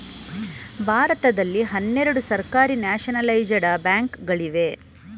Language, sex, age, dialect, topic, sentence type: Kannada, female, 41-45, Mysore Kannada, banking, statement